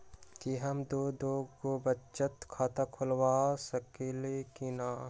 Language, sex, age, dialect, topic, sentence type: Magahi, male, 60-100, Western, banking, question